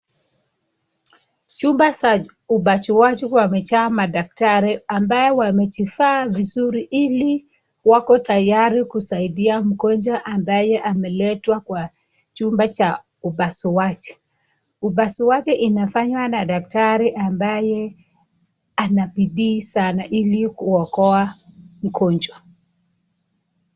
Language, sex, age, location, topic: Swahili, female, 25-35, Nakuru, health